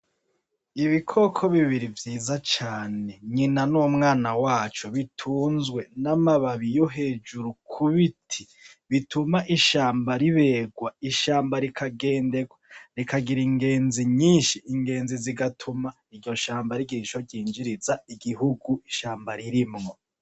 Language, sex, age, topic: Rundi, male, 36-49, agriculture